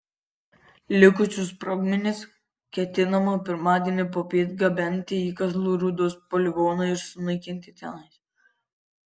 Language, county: Lithuanian, Kaunas